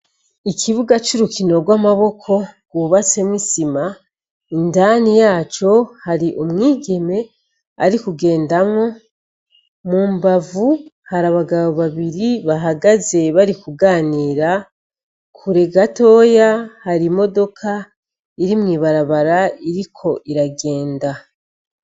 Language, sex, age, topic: Rundi, female, 36-49, education